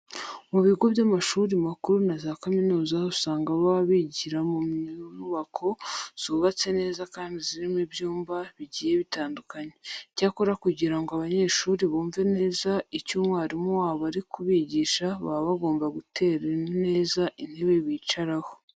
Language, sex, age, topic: Kinyarwanda, female, 25-35, education